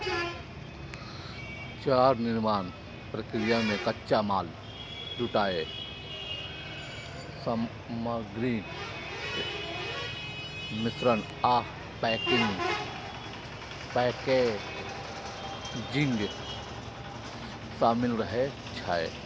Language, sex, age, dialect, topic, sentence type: Maithili, male, 31-35, Eastern / Thethi, agriculture, statement